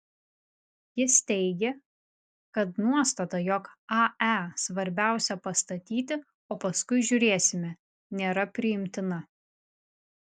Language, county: Lithuanian, Vilnius